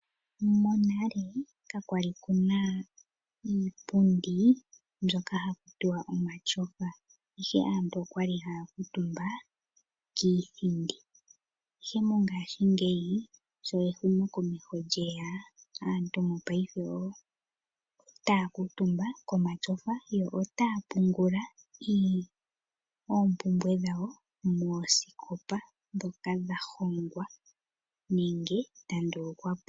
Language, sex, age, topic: Oshiwambo, female, 25-35, finance